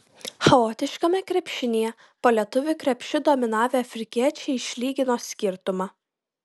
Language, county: Lithuanian, Kaunas